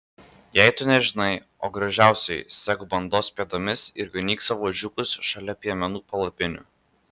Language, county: Lithuanian, Vilnius